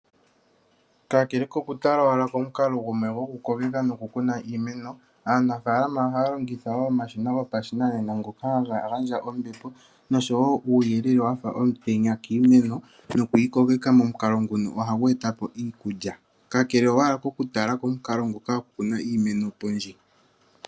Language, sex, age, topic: Oshiwambo, male, 18-24, agriculture